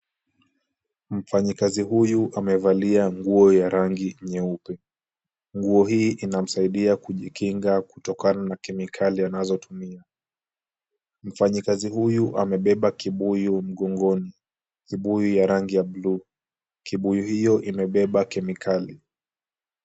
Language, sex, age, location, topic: Swahili, male, 18-24, Kisumu, health